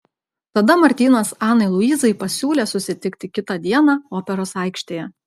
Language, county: Lithuanian, Klaipėda